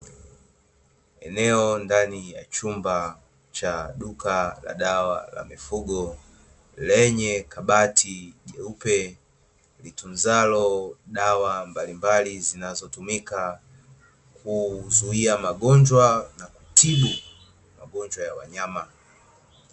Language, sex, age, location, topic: Swahili, male, 25-35, Dar es Salaam, agriculture